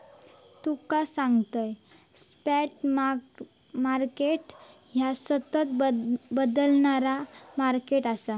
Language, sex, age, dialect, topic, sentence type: Marathi, female, 41-45, Southern Konkan, banking, statement